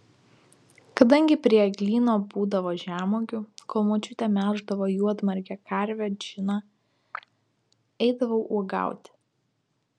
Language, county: Lithuanian, Vilnius